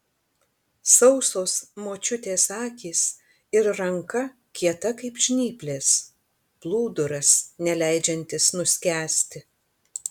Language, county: Lithuanian, Panevėžys